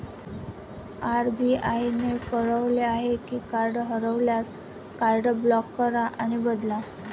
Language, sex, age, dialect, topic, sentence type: Marathi, female, 18-24, Varhadi, banking, statement